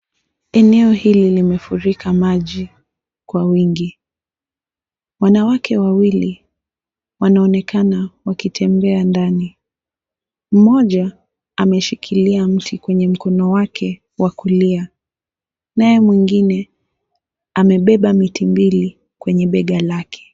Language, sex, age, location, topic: Swahili, female, 18-24, Mombasa, health